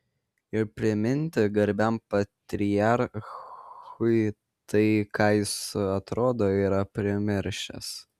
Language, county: Lithuanian, Kaunas